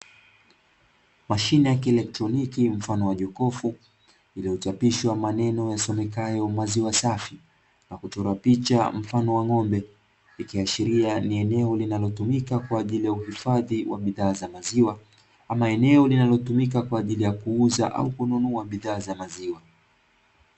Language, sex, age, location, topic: Swahili, male, 25-35, Dar es Salaam, finance